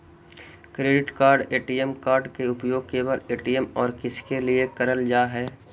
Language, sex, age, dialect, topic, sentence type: Magahi, male, 60-100, Central/Standard, banking, question